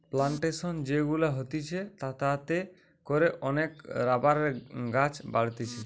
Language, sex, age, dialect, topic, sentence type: Bengali, male, <18, Western, agriculture, statement